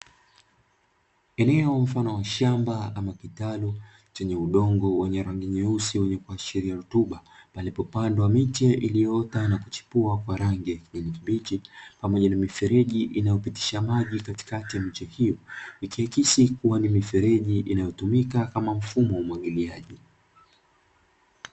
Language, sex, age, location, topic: Swahili, male, 25-35, Dar es Salaam, agriculture